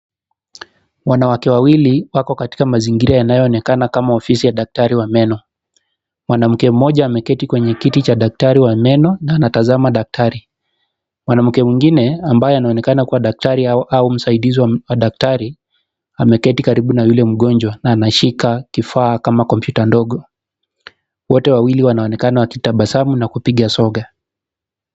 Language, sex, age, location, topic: Swahili, male, 25-35, Kisumu, health